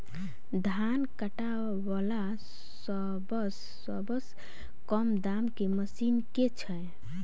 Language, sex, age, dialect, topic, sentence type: Maithili, female, 18-24, Southern/Standard, agriculture, question